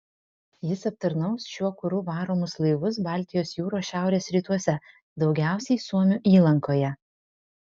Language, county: Lithuanian, Vilnius